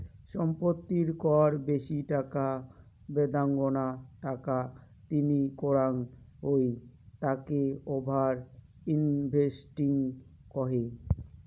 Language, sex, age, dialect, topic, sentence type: Bengali, male, 18-24, Rajbangshi, banking, statement